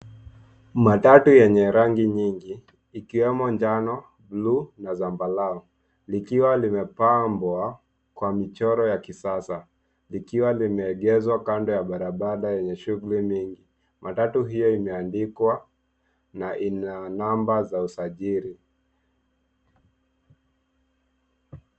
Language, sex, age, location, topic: Swahili, male, 18-24, Nairobi, government